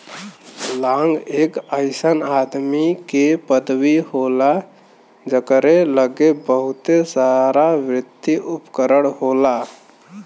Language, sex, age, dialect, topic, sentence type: Bhojpuri, male, 18-24, Western, banking, statement